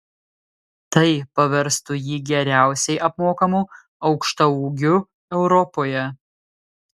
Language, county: Lithuanian, Telšiai